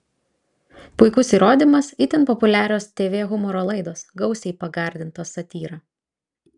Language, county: Lithuanian, Vilnius